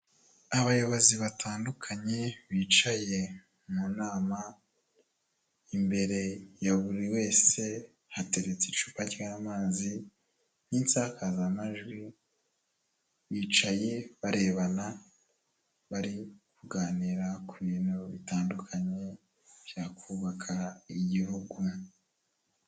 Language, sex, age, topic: Kinyarwanda, male, 18-24, government